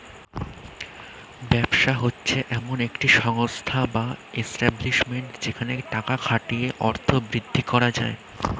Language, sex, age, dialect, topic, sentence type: Bengali, male, <18, Standard Colloquial, banking, statement